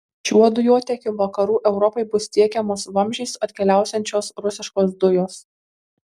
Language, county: Lithuanian, Kaunas